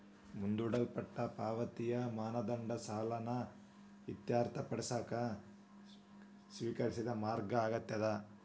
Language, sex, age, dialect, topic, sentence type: Kannada, female, 18-24, Dharwad Kannada, banking, statement